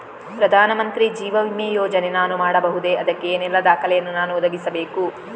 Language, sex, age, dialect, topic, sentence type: Kannada, female, 36-40, Coastal/Dakshin, banking, question